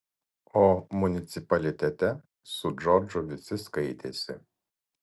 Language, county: Lithuanian, Vilnius